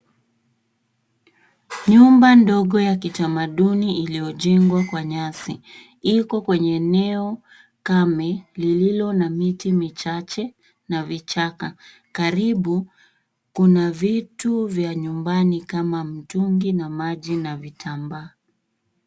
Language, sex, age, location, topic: Swahili, female, 18-24, Kisumu, health